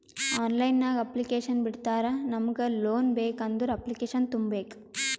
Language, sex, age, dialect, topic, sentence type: Kannada, female, 18-24, Northeastern, banking, statement